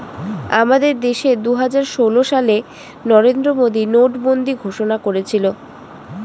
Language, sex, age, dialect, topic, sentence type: Bengali, female, 18-24, Standard Colloquial, banking, statement